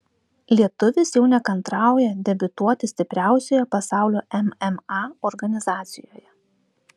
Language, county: Lithuanian, Klaipėda